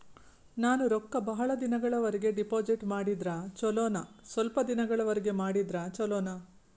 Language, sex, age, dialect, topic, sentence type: Kannada, female, 41-45, Northeastern, banking, question